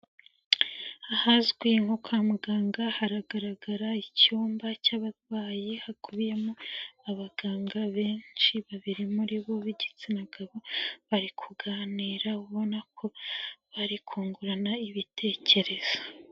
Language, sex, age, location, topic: Kinyarwanda, female, 25-35, Nyagatare, health